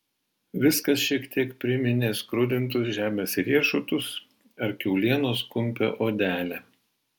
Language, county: Lithuanian, Vilnius